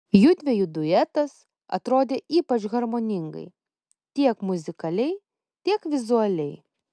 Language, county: Lithuanian, Kaunas